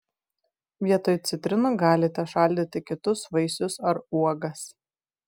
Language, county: Lithuanian, Vilnius